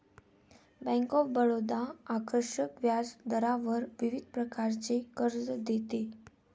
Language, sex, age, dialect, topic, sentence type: Marathi, female, 18-24, Varhadi, banking, statement